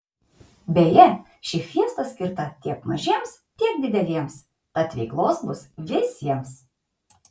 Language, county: Lithuanian, Kaunas